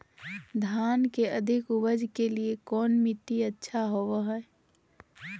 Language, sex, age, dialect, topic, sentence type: Magahi, female, 31-35, Southern, agriculture, question